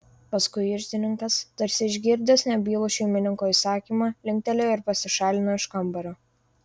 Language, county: Lithuanian, Vilnius